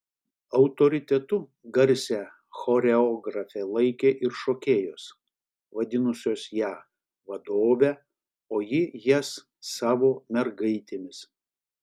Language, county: Lithuanian, Šiauliai